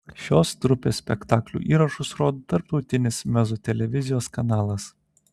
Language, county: Lithuanian, Telšiai